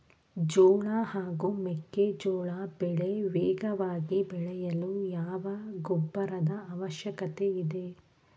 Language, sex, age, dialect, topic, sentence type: Kannada, female, 31-35, Mysore Kannada, agriculture, question